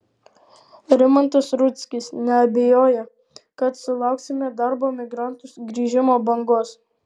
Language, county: Lithuanian, Alytus